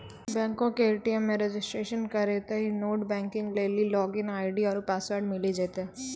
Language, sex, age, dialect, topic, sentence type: Maithili, female, 18-24, Angika, banking, statement